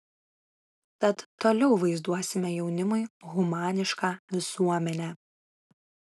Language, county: Lithuanian, Vilnius